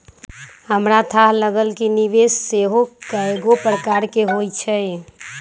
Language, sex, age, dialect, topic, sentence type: Magahi, female, 25-30, Western, banking, statement